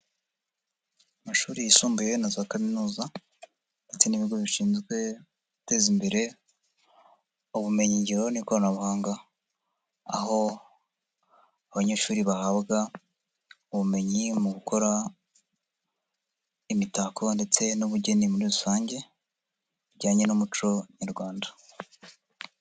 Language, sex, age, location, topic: Kinyarwanda, female, 50+, Nyagatare, education